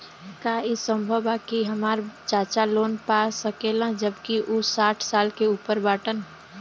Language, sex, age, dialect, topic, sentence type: Bhojpuri, female, 18-24, Western, banking, statement